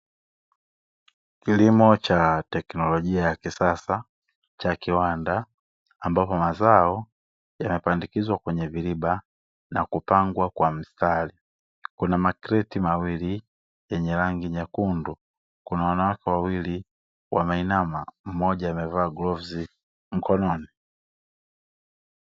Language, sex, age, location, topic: Swahili, male, 25-35, Dar es Salaam, agriculture